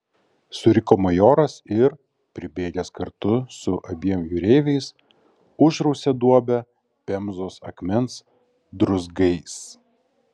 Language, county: Lithuanian, Kaunas